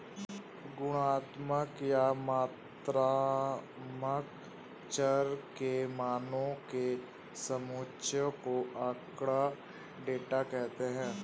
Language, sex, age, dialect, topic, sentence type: Hindi, male, 18-24, Hindustani Malvi Khadi Boli, banking, statement